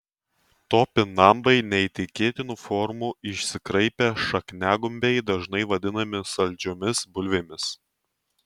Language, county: Lithuanian, Tauragė